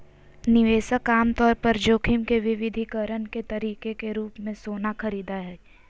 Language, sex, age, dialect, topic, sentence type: Magahi, female, 18-24, Southern, banking, statement